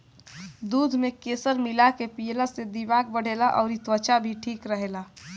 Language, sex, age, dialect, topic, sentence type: Bhojpuri, male, 18-24, Northern, agriculture, statement